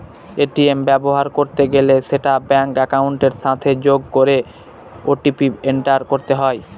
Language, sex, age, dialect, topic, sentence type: Bengali, male, <18, Northern/Varendri, banking, statement